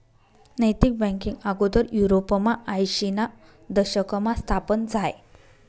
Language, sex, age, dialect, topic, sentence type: Marathi, female, 25-30, Northern Konkan, banking, statement